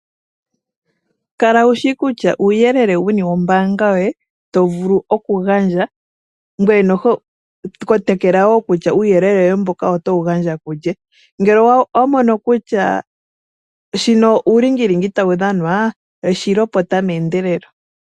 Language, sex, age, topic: Oshiwambo, female, 18-24, finance